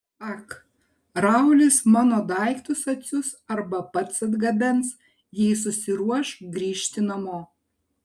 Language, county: Lithuanian, Kaunas